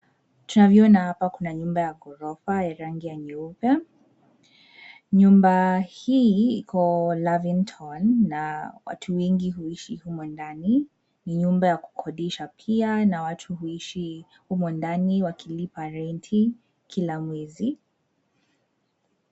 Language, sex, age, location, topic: Swahili, female, 18-24, Nairobi, finance